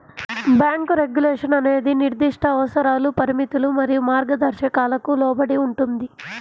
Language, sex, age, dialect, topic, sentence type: Telugu, female, 46-50, Central/Coastal, banking, statement